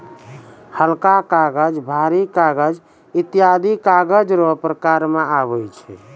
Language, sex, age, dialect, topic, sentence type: Maithili, male, 41-45, Angika, agriculture, statement